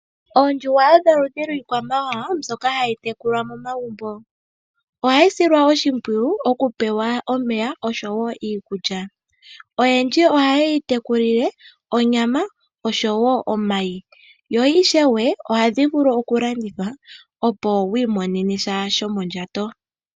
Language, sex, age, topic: Oshiwambo, female, 18-24, agriculture